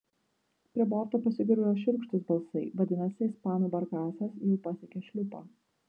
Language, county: Lithuanian, Vilnius